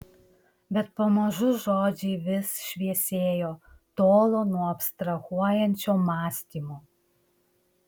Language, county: Lithuanian, Šiauliai